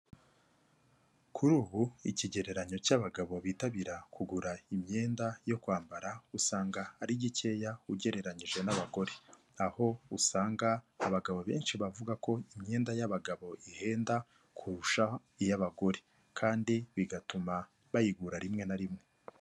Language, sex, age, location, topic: Kinyarwanda, male, 25-35, Kigali, finance